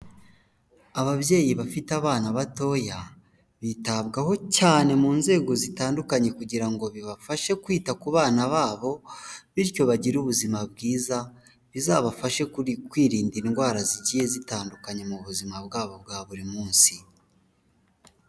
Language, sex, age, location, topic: Kinyarwanda, male, 18-24, Huye, health